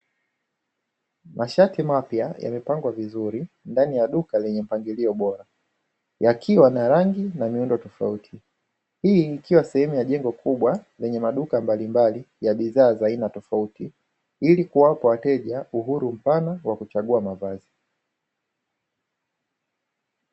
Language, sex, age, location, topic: Swahili, male, 25-35, Dar es Salaam, finance